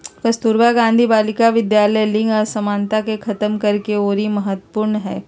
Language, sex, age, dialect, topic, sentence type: Magahi, female, 51-55, Western, banking, statement